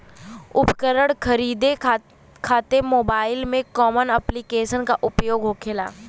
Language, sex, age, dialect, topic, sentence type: Bhojpuri, female, 18-24, Western, agriculture, question